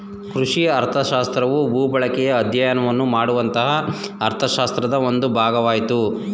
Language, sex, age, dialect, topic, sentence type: Kannada, male, 36-40, Mysore Kannada, agriculture, statement